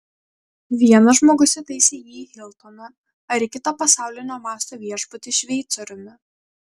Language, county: Lithuanian, Kaunas